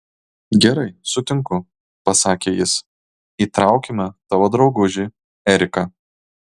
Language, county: Lithuanian, Kaunas